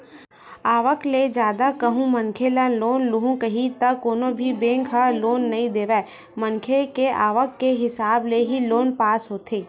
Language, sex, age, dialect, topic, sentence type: Chhattisgarhi, female, 18-24, Western/Budati/Khatahi, banking, statement